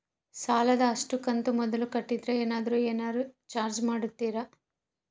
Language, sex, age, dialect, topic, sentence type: Kannada, female, 51-55, Central, banking, question